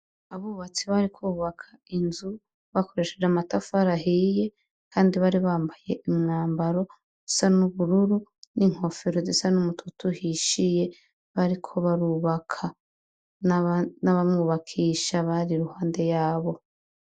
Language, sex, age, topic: Rundi, female, 36-49, education